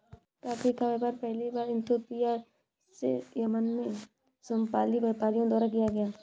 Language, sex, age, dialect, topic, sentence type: Hindi, female, 56-60, Kanauji Braj Bhasha, agriculture, statement